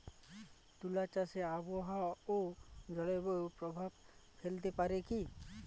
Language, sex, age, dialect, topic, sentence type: Bengali, male, 36-40, Northern/Varendri, agriculture, question